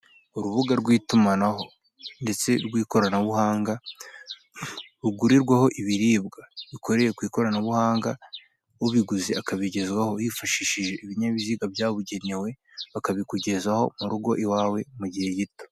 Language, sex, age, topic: Kinyarwanda, male, 18-24, finance